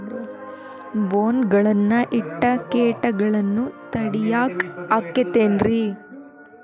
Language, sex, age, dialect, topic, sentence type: Kannada, female, 18-24, Dharwad Kannada, agriculture, question